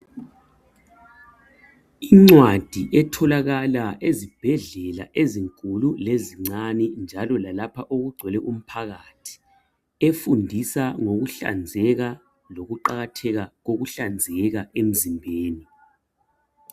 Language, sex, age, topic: North Ndebele, male, 50+, health